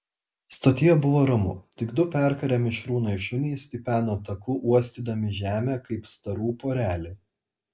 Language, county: Lithuanian, Telšiai